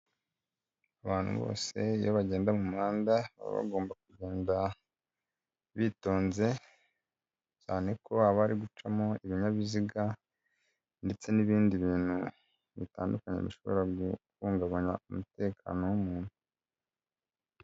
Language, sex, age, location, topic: Kinyarwanda, male, 25-35, Kigali, education